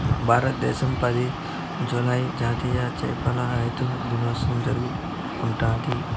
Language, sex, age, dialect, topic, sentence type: Telugu, male, 18-24, Southern, agriculture, statement